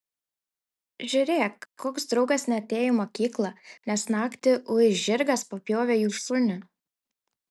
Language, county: Lithuanian, Šiauliai